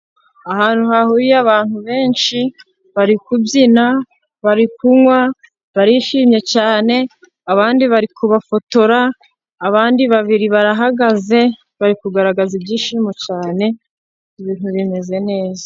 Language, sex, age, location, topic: Kinyarwanda, female, 25-35, Musanze, finance